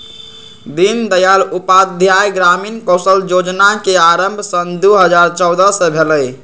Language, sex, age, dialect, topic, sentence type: Magahi, male, 51-55, Western, banking, statement